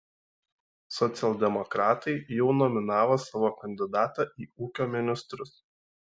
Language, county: Lithuanian, Šiauliai